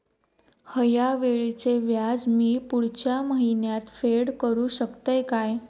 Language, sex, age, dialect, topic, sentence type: Marathi, female, 18-24, Southern Konkan, banking, question